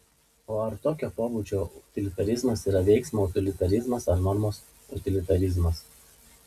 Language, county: Lithuanian, Panevėžys